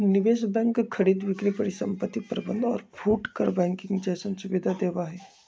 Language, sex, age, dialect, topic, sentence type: Magahi, male, 25-30, Western, banking, statement